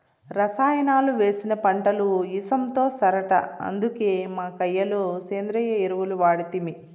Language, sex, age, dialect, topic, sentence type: Telugu, female, 36-40, Southern, agriculture, statement